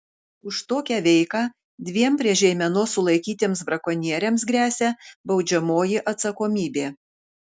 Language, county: Lithuanian, Kaunas